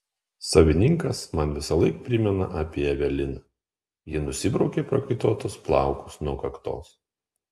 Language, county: Lithuanian, Kaunas